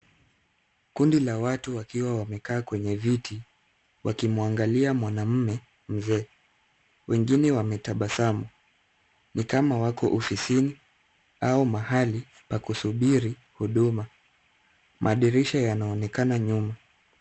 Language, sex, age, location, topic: Swahili, male, 25-35, Kisumu, government